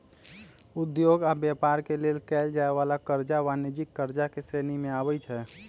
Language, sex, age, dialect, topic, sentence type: Magahi, male, 25-30, Western, banking, statement